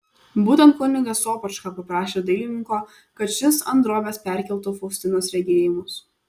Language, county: Lithuanian, Kaunas